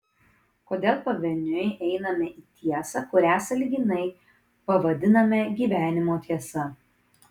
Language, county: Lithuanian, Kaunas